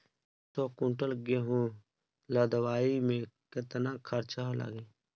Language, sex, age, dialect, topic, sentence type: Bhojpuri, male, 18-24, Northern, agriculture, question